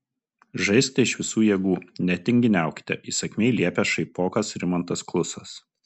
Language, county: Lithuanian, Kaunas